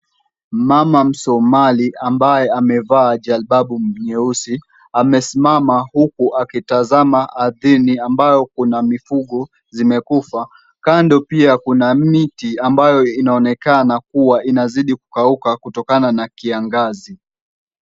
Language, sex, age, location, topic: Swahili, male, 18-24, Kisumu, health